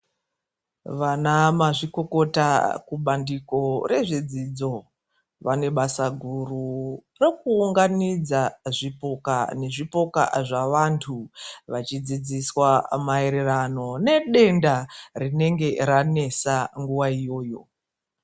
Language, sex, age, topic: Ndau, female, 36-49, health